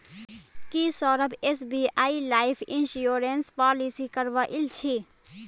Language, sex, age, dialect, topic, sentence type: Magahi, female, 25-30, Northeastern/Surjapuri, banking, statement